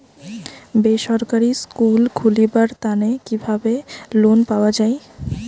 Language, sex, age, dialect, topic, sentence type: Bengali, female, 18-24, Rajbangshi, banking, question